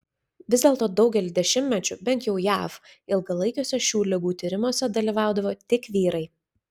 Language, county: Lithuanian, Vilnius